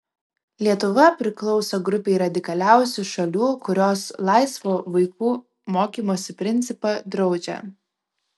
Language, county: Lithuanian, Vilnius